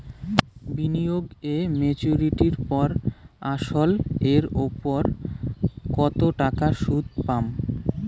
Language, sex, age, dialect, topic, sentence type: Bengali, male, 18-24, Rajbangshi, banking, question